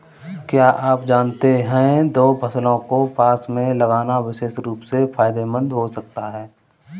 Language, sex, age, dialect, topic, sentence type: Hindi, male, 18-24, Kanauji Braj Bhasha, agriculture, statement